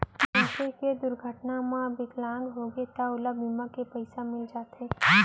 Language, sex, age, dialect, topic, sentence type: Chhattisgarhi, female, 18-24, Central, banking, statement